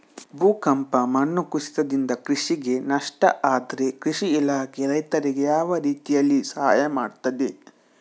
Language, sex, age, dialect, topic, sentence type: Kannada, male, 18-24, Coastal/Dakshin, agriculture, question